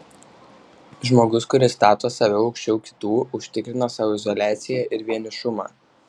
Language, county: Lithuanian, Šiauliai